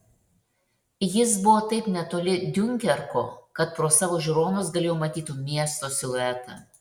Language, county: Lithuanian, Šiauliai